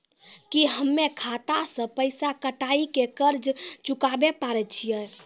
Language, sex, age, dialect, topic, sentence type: Maithili, female, 36-40, Angika, banking, question